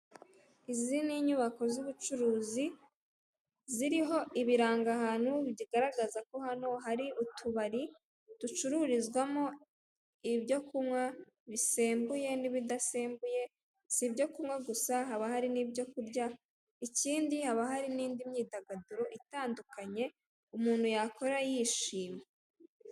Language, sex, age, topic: Kinyarwanda, female, 18-24, finance